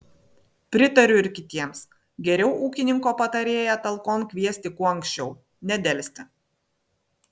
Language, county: Lithuanian, Vilnius